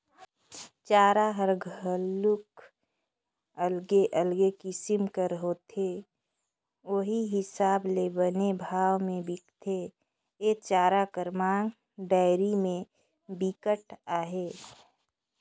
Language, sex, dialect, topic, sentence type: Chhattisgarhi, female, Northern/Bhandar, agriculture, statement